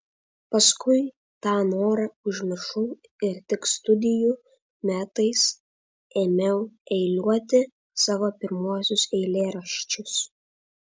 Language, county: Lithuanian, Vilnius